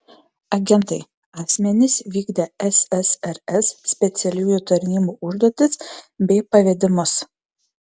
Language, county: Lithuanian, Vilnius